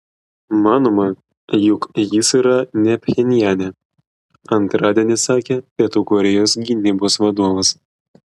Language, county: Lithuanian, Klaipėda